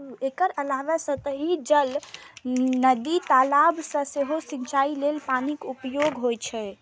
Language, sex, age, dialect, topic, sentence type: Maithili, female, 31-35, Eastern / Thethi, agriculture, statement